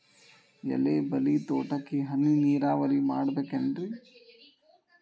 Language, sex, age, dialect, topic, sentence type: Kannada, male, 18-24, Dharwad Kannada, agriculture, question